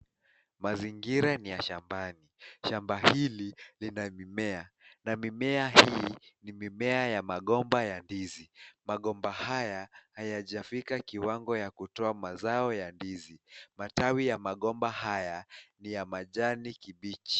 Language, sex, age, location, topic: Swahili, male, 18-24, Nakuru, agriculture